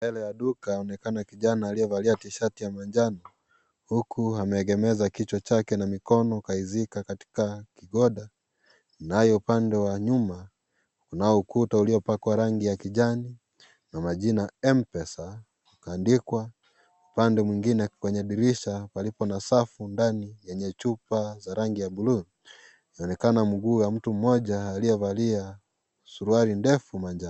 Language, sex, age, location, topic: Swahili, male, 25-35, Kisii, finance